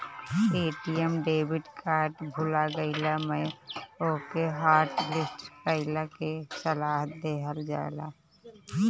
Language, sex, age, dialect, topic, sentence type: Bhojpuri, female, 25-30, Northern, banking, statement